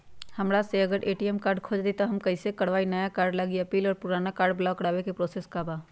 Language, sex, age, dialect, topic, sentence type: Magahi, female, 31-35, Western, banking, question